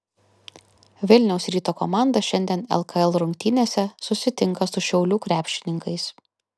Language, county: Lithuanian, Kaunas